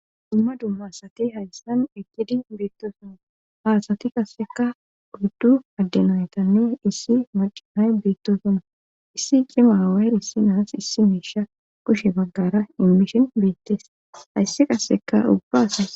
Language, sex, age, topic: Gamo, female, 25-35, government